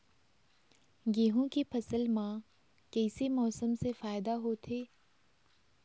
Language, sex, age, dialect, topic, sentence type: Chhattisgarhi, female, 25-30, Eastern, agriculture, question